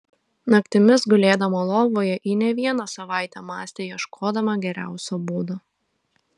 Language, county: Lithuanian, Šiauliai